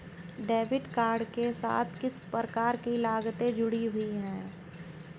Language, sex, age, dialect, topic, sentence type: Hindi, male, 36-40, Hindustani Malvi Khadi Boli, banking, question